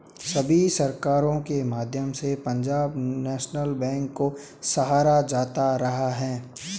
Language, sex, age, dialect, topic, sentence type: Hindi, male, 18-24, Marwari Dhudhari, banking, statement